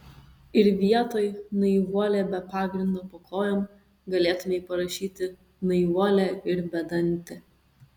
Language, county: Lithuanian, Kaunas